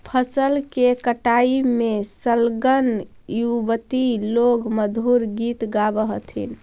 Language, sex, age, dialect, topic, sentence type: Magahi, female, 56-60, Central/Standard, banking, statement